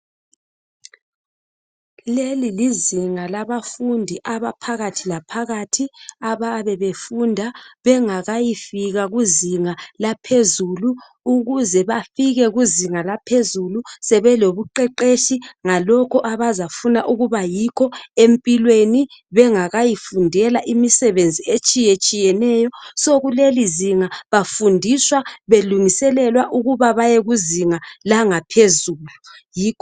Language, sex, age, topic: North Ndebele, female, 36-49, education